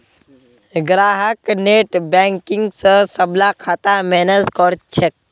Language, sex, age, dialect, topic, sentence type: Magahi, male, 18-24, Northeastern/Surjapuri, banking, statement